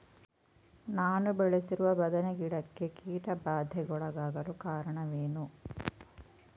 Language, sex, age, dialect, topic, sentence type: Kannada, female, 18-24, Coastal/Dakshin, agriculture, question